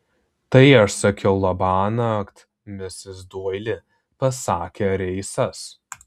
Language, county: Lithuanian, Vilnius